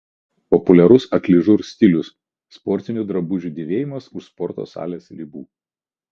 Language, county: Lithuanian, Kaunas